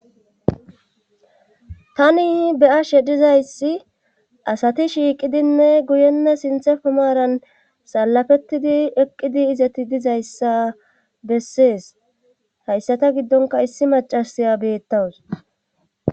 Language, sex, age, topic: Gamo, female, 36-49, government